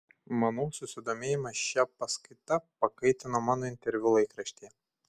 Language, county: Lithuanian, Šiauliai